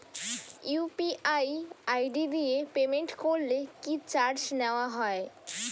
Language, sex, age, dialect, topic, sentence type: Bengali, female, 60-100, Rajbangshi, banking, question